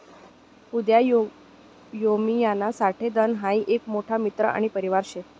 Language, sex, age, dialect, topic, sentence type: Marathi, male, 60-100, Northern Konkan, banking, statement